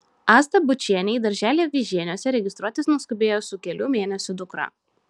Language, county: Lithuanian, Šiauliai